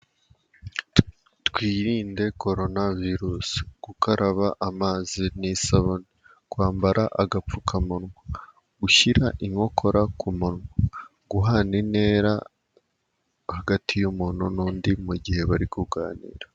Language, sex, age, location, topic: Kinyarwanda, male, 18-24, Kigali, health